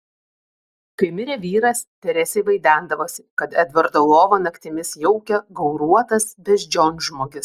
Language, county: Lithuanian, Vilnius